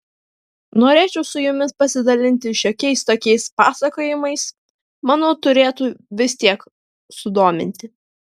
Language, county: Lithuanian, Vilnius